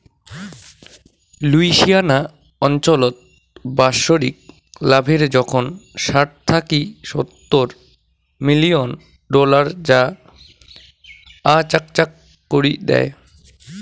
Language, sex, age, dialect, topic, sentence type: Bengali, male, 18-24, Rajbangshi, agriculture, statement